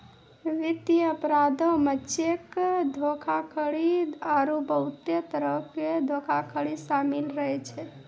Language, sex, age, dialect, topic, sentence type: Maithili, male, 18-24, Angika, banking, statement